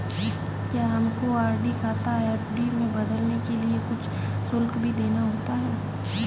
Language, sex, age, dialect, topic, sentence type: Hindi, female, 18-24, Marwari Dhudhari, banking, statement